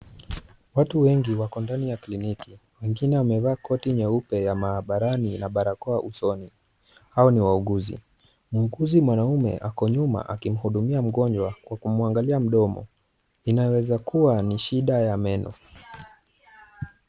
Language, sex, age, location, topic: Swahili, male, 18-24, Kisumu, health